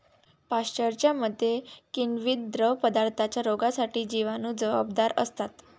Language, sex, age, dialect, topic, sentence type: Marathi, female, 18-24, Varhadi, agriculture, statement